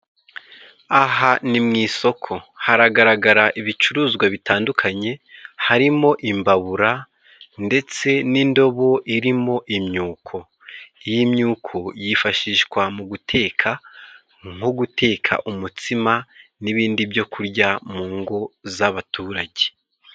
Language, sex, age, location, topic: Kinyarwanda, male, 25-35, Musanze, government